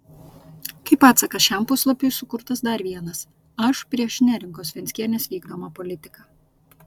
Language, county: Lithuanian, Vilnius